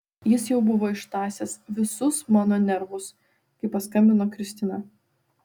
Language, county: Lithuanian, Vilnius